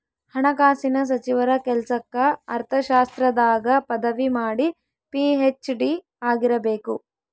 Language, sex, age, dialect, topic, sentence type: Kannada, female, 18-24, Central, banking, statement